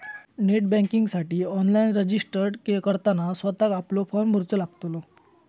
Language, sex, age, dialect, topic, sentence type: Marathi, male, 18-24, Southern Konkan, banking, statement